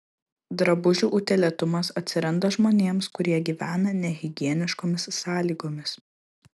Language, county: Lithuanian, Kaunas